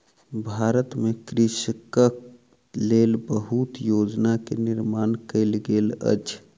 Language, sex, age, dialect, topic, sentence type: Maithili, male, 36-40, Southern/Standard, agriculture, statement